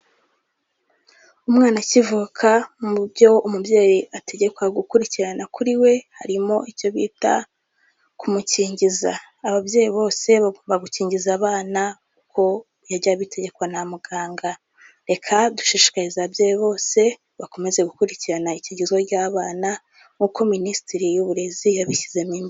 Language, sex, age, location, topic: Kinyarwanda, female, 18-24, Kigali, health